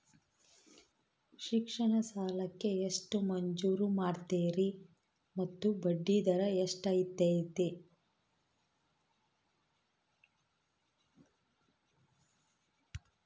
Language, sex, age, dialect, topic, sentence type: Kannada, female, 41-45, Central, banking, question